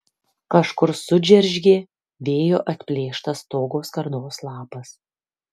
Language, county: Lithuanian, Kaunas